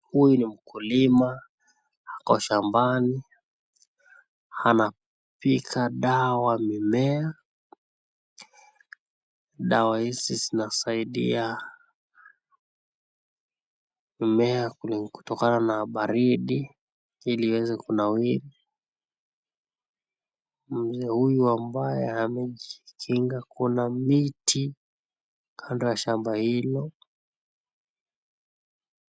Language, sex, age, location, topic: Swahili, male, 25-35, Nakuru, health